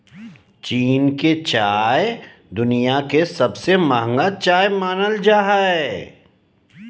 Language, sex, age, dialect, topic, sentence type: Magahi, male, 36-40, Southern, agriculture, statement